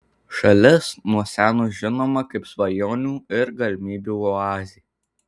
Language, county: Lithuanian, Marijampolė